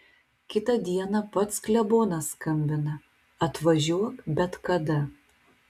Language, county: Lithuanian, Telšiai